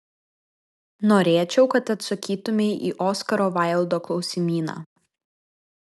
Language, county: Lithuanian, Vilnius